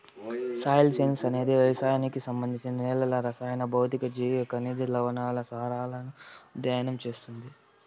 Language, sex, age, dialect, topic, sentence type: Telugu, male, 18-24, Southern, agriculture, statement